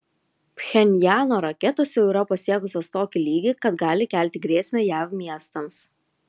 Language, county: Lithuanian, Kaunas